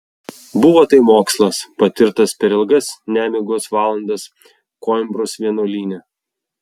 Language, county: Lithuanian, Vilnius